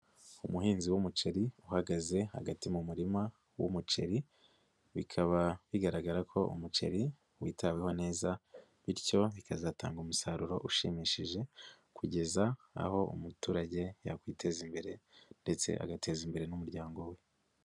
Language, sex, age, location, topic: Kinyarwanda, female, 50+, Nyagatare, agriculture